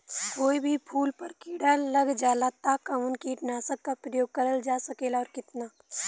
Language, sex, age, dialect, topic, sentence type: Bhojpuri, female, 18-24, Western, agriculture, question